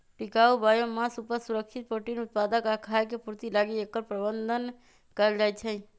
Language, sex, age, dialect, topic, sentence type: Magahi, male, 25-30, Western, agriculture, statement